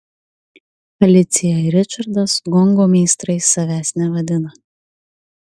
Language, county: Lithuanian, Klaipėda